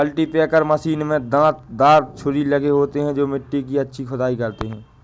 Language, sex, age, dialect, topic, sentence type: Hindi, male, 18-24, Awadhi Bundeli, agriculture, statement